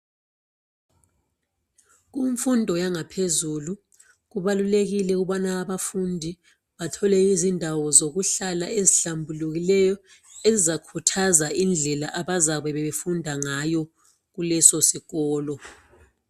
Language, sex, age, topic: North Ndebele, female, 36-49, education